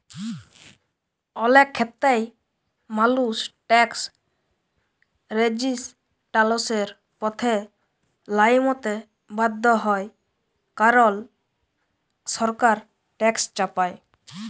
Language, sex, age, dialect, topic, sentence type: Bengali, male, 18-24, Jharkhandi, banking, statement